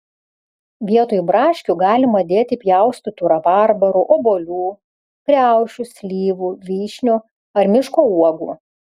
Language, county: Lithuanian, Vilnius